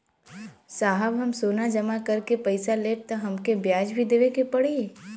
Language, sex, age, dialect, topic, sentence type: Bhojpuri, female, 18-24, Western, banking, question